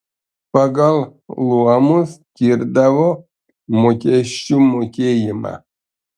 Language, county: Lithuanian, Panevėžys